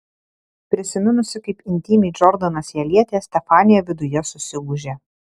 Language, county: Lithuanian, Alytus